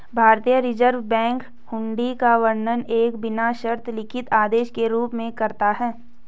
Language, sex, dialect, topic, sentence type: Hindi, female, Garhwali, banking, statement